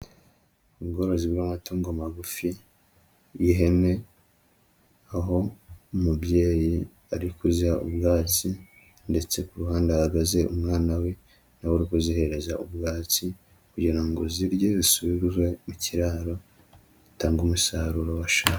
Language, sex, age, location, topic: Kinyarwanda, male, 25-35, Huye, agriculture